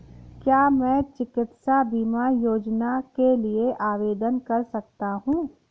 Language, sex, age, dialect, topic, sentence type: Hindi, female, 31-35, Awadhi Bundeli, banking, question